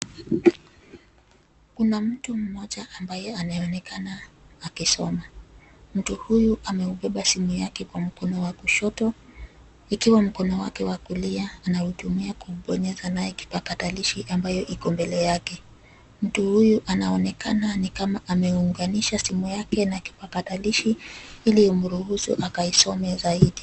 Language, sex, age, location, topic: Swahili, female, 25-35, Nairobi, education